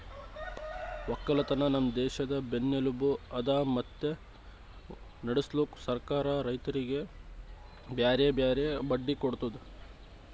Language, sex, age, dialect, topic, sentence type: Kannada, male, 18-24, Northeastern, agriculture, statement